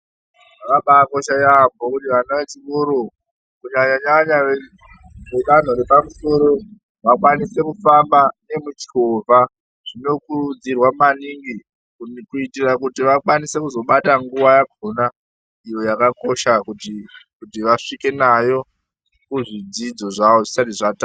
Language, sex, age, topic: Ndau, male, 18-24, education